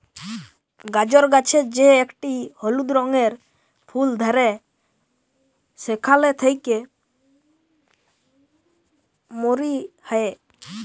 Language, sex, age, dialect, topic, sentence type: Bengali, male, 18-24, Jharkhandi, agriculture, statement